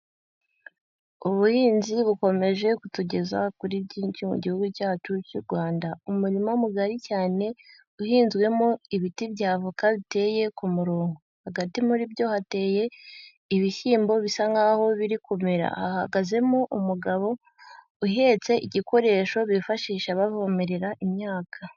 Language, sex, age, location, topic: Kinyarwanda, female, 18-24, Huye, agriculture